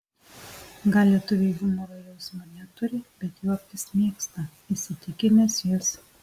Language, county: Lithuanian, Alytus